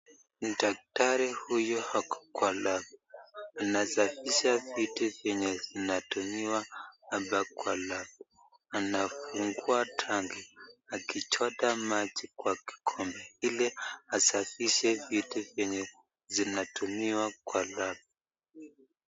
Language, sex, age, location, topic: Swahili, male, 25-35, Nakuru, health